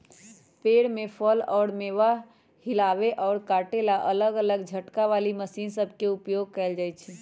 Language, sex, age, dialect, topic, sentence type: Magahi, female, 18-24, Western, agriculture, statement